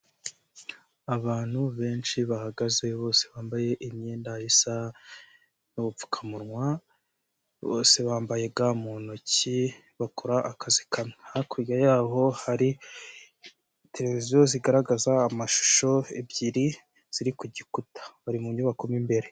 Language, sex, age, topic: Kinyarwanda, male, 25-35, health